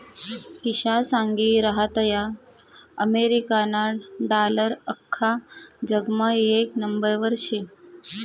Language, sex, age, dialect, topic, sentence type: Marathi, female, 31-35, Northern Konkan, banking, statement